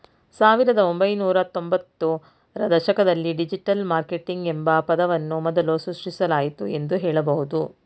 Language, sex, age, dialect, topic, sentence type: Kannada, female, 46-50, Mysore Kannada, banking, statement